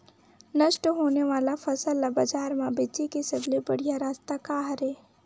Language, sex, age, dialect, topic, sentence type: Chhattisgarhi, male, 18-24, Western/Budati/Khatahi, agriculture, statement